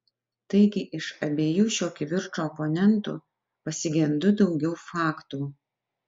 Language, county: Lithuanian, Utena